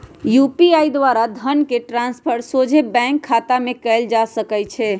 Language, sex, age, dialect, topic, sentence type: Magahi, female, 31-35, Western, banking, statement